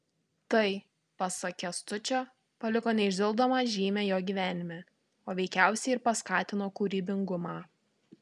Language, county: Lithuanian, Tauragė